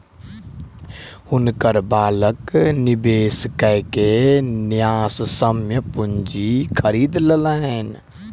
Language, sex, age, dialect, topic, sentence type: Maithili, male, 18-24, Southern/Standard, banking, statement